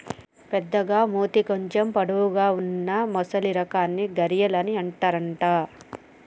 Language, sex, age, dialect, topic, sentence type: Telugu, female, 31-35, Telangana, agriculture, statement